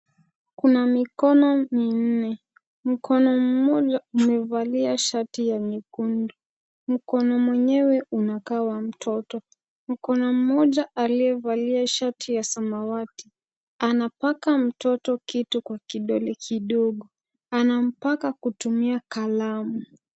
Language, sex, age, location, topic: Swahili, female, 18-24, Kisumu, health